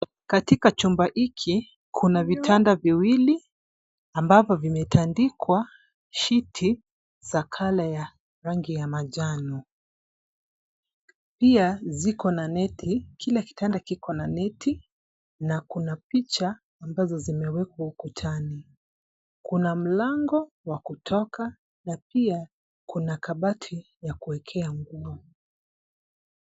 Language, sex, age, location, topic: Swahili, female, 25-35, Nairobi, education